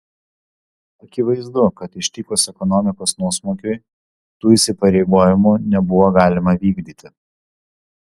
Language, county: Lithuanian, Vilnius